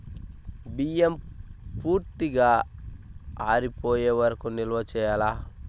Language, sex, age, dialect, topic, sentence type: Telugu, male, 25-30, Central/Coastal, agriculture, question